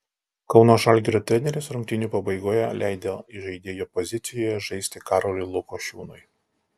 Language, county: Lithuanian, Alytus